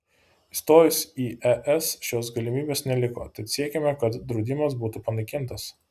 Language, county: Lithuanian, Panevėžys